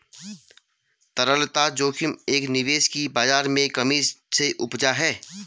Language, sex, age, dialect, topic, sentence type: Hindi, male, 31-35, Garhwali, banking, statement